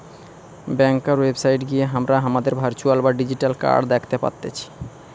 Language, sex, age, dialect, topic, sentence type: Bengali, male, 25-30, Western, banking, statement